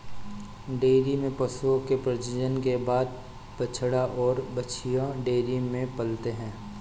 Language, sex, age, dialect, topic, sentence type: Hindi, male, 25-30, Awadhi Bundeli, agriculture, statement